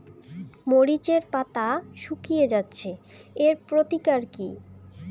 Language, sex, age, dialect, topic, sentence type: Bengali, female, 18-24, Rajbangshi, agriculture, question